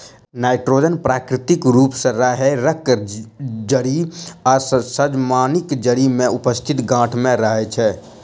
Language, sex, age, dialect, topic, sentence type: Maithili, male, 60-100, Southern/Standard, agriculture, statement